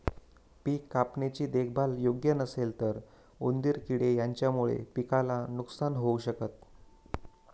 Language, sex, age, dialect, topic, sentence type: Marathi, female, 25-30, Northern Konkan, agriculture, statement